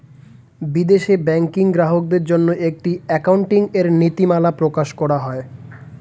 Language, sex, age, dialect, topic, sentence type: Bengali, male, 25-30, Standard Colloquial, banking, statement